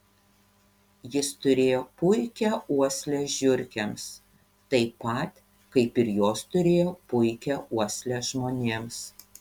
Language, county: Lithuanian, Panevėžys